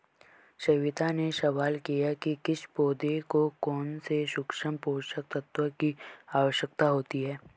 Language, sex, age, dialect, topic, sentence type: Hindi, male, 25-30, Garhwali, agriculture, statement